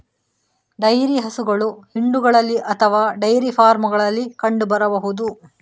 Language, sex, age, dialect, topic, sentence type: Kannada, female, 31-35, Coastal/Dakshin, agriculture, statement